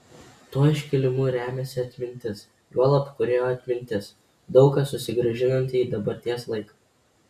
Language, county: Lithuanian, Kaunas